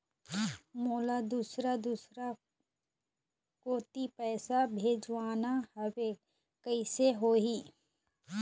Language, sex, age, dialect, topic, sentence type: Chhattisgarhi, female, 25-30, Eastern, banking, question